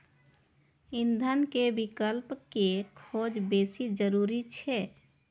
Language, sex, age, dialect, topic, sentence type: Maithili, female, 31-35, Eastern / Thethi, agriculture, statement